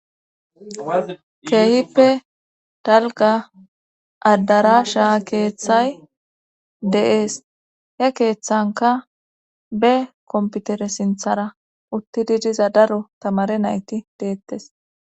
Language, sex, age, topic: Gamo, female, 25-35, government